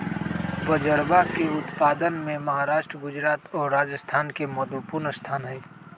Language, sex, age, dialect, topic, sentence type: Magahi, male, 18-24, Western, agriculture, statement